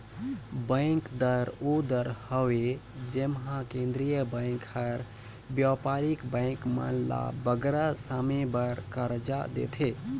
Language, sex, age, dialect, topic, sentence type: Chhattisgarhi, male, 25-30, Northern/Bhandar, banking, statement